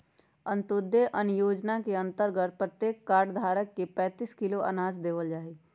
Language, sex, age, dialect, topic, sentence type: Magahi, female, 56-60, Western, agriculture, statement